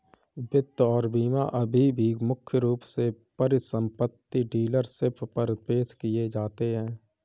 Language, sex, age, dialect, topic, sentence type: Hindi, male, 25-30, Kanauji Braj Bhasha, banking, statement